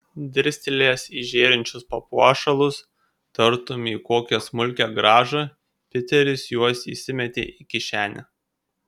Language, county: Lithuanian, Kaunas